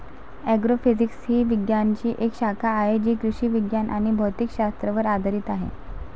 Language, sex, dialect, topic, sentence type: Marathi, female, Varhadi, agriculture, statement